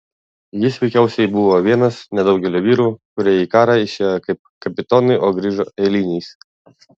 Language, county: Lithuanian, Vilnius